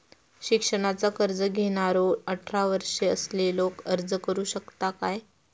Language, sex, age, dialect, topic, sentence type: Marathi, female, 18-24, Southern Konkan, banking, question